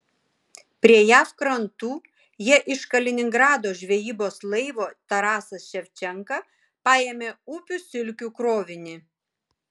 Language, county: Lithuanian, Vilnius